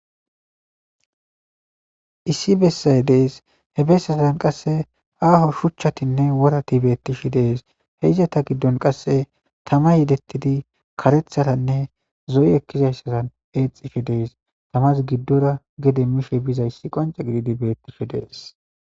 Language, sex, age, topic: Gamo, male, 25-35, government